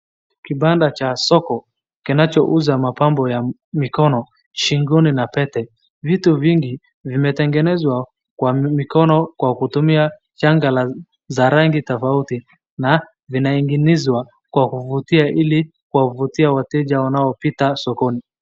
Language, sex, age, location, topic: Swahili, male, 25-35, Wajir, finance